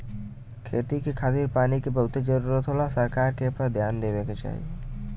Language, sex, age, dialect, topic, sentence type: Bhojpuri, male, 18-24, Western, agriculture, statement